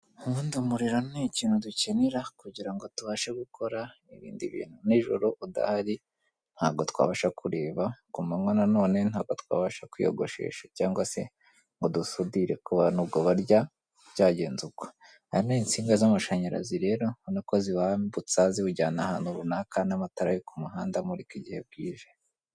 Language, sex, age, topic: Kinyarwanda, female, 25-35, government